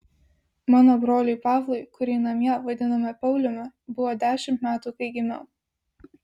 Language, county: Lithuanian, Vilnius